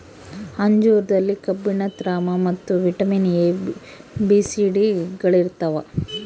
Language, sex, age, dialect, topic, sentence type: Kannada, female, 41-45, Central, agriculture, statement